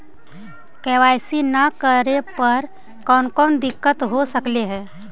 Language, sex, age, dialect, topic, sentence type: Magahi, female, 51-55, Central/Standard, banking, question